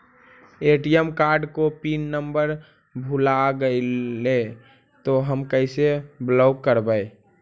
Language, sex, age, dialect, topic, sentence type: Magahi, male, 18-24, Central/Standard, banking, question